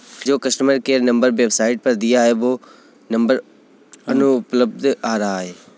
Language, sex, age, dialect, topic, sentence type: Hindi, male, 25-30, Kanauji Braj Bhasha, banking, statement